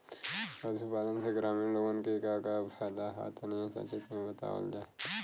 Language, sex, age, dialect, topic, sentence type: Bhojpuri, male, 25-30, Western, agriculture, question